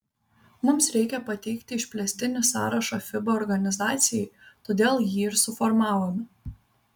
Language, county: Lithuanian, Vilnius